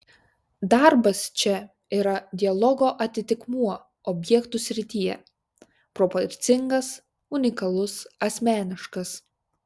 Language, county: Lithuanian, Šiauliai